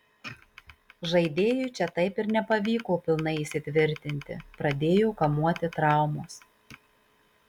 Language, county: Lithuanian, Marijampolė